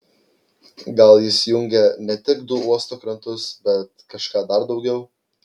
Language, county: Lithuanian, Klaipėda